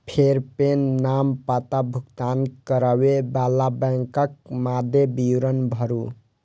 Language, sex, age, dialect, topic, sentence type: Maithili, male, 18-24, Eastern / Thethi, banking, statement